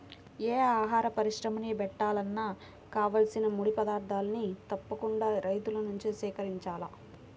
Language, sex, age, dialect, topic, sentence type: Telugu, female, 18-24, Central/Coastal, agriculture, statement